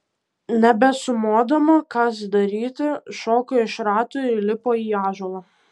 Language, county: Lithuanian, Kaunas